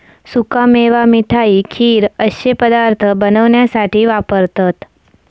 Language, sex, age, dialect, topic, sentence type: Marathi, female, 25-30, Southern Konkan, agriculture, statement